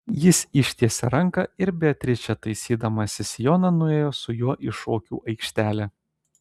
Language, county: Lithuanian, Telšiai